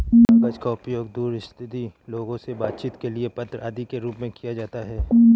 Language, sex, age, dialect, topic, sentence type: Hindi, male, 18-24, Awadhi Bundeli, agriculture, statement